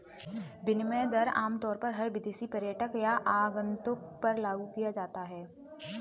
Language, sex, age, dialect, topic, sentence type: Hindi, female, 18-24, Kanauji Braj Bhasha, banking, statement